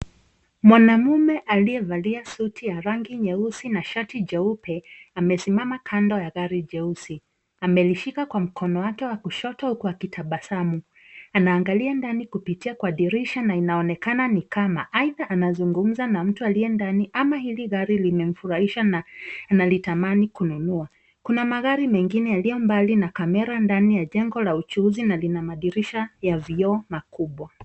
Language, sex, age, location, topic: Swahili, female, 36-49, Nairobi, finance